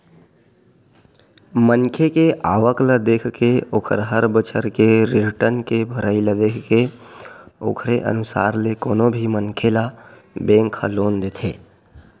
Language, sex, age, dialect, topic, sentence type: Chhattisgarhi, male, 18-24, Western/Budati/Khatahi, banking, statement